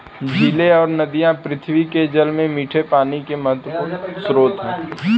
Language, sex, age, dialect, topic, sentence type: Hindi, male, 18-24, Hindustani Malvi Khadi Boli, banking, statement